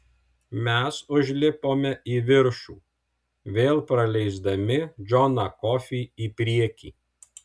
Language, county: Lithuanian, Alytus